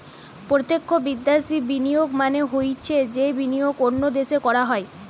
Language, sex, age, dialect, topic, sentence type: Bengali, female, 18-24, Western, banking, statement